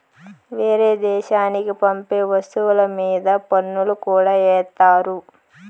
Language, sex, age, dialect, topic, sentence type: Telugu, female, 18-24, Southern, banking, statement